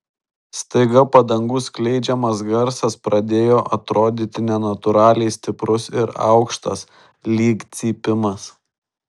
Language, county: Lithuanian, Šiauliai